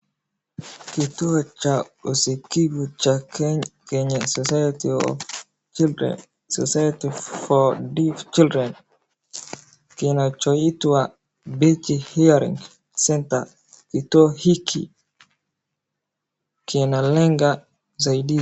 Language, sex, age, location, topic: Swahili, male, 36-49, Wajir, education